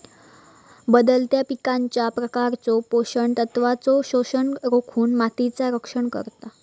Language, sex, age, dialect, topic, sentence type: Marathi, female, 18-24, Southern Konkan, agriculture, statement